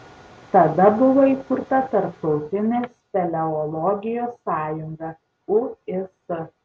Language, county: Lithuanian, Tauragė